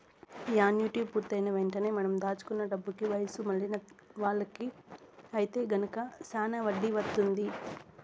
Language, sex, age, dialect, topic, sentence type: Telugu, female, 60-100, Southern, banking, statement